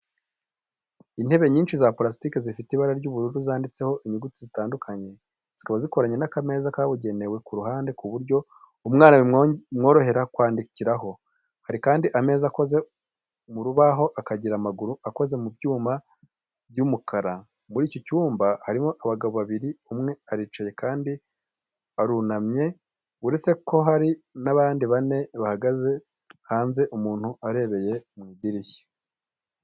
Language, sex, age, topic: Kinyarwanda, male, 25-35, education